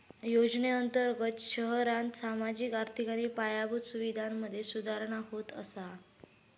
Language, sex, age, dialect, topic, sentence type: Marathi, female, 18-24, Southern Konkan, banking, statement